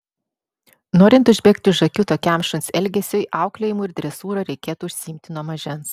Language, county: Lithuanian, Vilnius